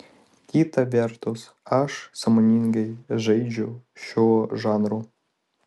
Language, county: Lithuanian, Vilnius